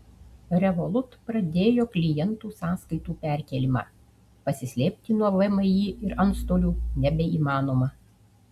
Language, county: Lithuanian, Utena